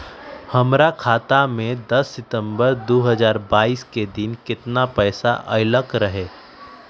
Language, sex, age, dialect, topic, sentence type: Magahi, male, 25-30, Western, banking, question